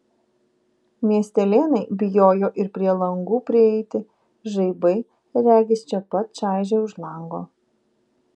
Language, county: Lithuanian, Vilnius